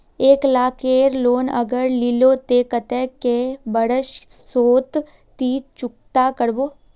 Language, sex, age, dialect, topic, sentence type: Magahi, female, 36-40, Northeastern/Surjapuri, banking, question